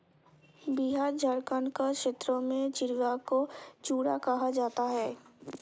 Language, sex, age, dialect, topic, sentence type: Hindi, female, 25-30, Hindustani Malvi Khadi Boli, agriculture, statement